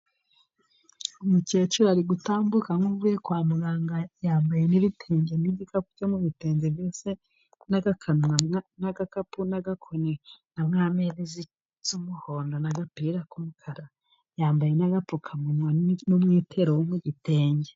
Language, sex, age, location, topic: Kinyarwanda, female, 18-24, Musanze, government